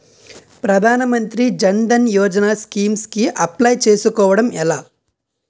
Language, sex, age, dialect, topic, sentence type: Telugu, male, 25-30, Utterandhra, banking, question